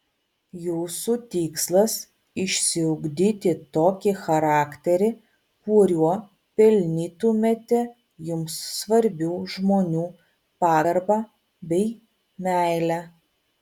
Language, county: Lithuanian, Vilnius